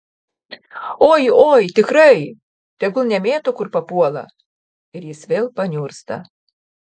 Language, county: Lithuanian, Panevėžys